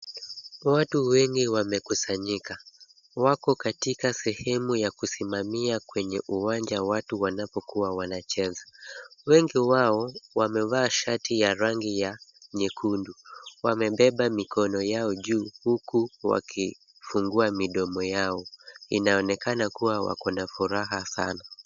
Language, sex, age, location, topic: Swahili, male, 25-35, Kisumu, government